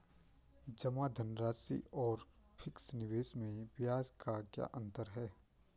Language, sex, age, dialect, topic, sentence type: Hindi, male, 25-30, Garhwali, banking, question